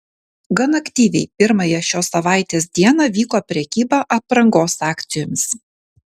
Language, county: Lithuanian, Kaunas